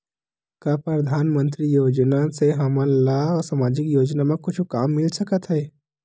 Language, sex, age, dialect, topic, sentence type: Chhattisgarhi, male, 18-24, Western/Budati/Khatahi, banking, question